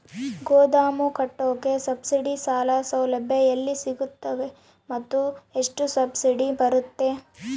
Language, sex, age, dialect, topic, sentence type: Kannada, female, 18-24, Central, agriculture, question